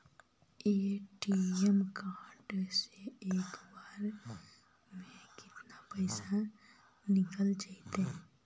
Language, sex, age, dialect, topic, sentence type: Magahi, female, 60-100, Central/Standard, banking, question